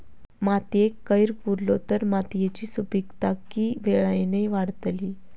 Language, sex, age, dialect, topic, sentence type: Marathi, female, 18-24, Southern Konkan, agriculture, question